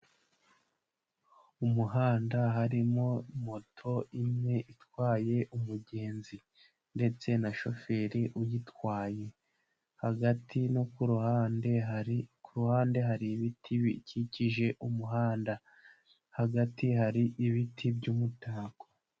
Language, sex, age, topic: Kinyarwanda, male, 18-24, government